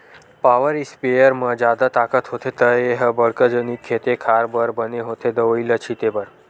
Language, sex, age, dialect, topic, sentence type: Chhattisgarhi, male, 18-24, Western/Budati/Khatahi, agriculture, statement